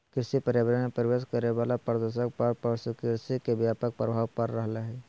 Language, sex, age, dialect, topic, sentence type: Magahi, male, 25-30, Southern, agriculture, statement